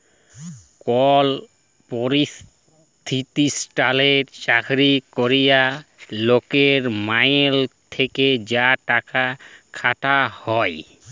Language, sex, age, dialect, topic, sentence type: Bengali, male, 25-30, Jharkhandi, banking, statement